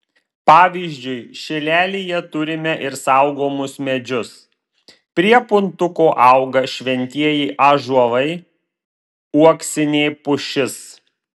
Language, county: Lithuanian, Vilnius